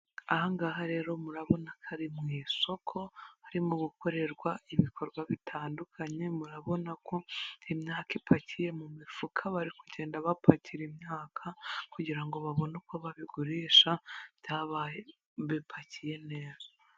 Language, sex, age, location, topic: Kinyarwanda, female, 18-24, Huye, finance